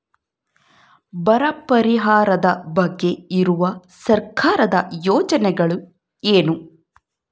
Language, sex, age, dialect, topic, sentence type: Kannada, female, 25-30, Central, banking, question